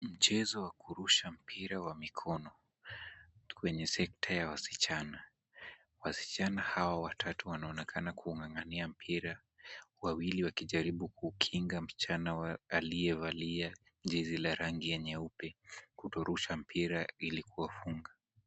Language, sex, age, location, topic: Swahili, male, 18-24, Kisumu, government